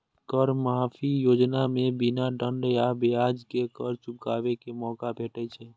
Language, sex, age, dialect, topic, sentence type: Maithili, male, 18-24, Eastern / Thethi, banking, statement